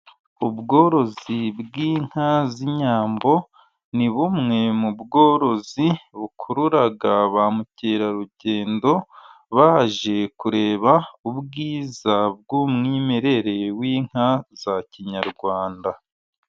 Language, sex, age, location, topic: Kinyarwanda, male, 36-49, Burera, government